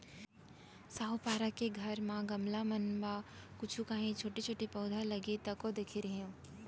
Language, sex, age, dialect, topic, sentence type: Chhattisgarhi, female, 18-24, Central, agriculture, statement